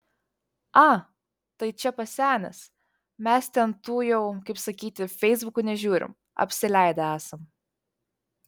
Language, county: Lithuanian, Vilnius